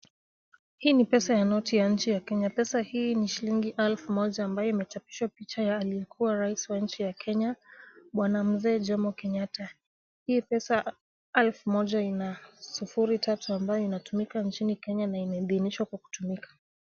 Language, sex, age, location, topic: Swahili, female, 25-35, Kisumu, finance